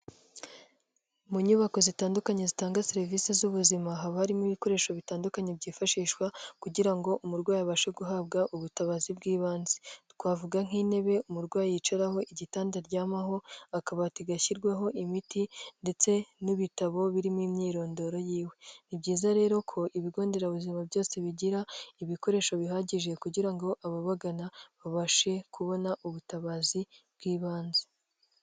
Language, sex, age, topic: Kinyarwanda, female, 18-24, health